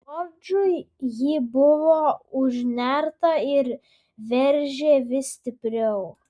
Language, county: Lithuanian, Vilnius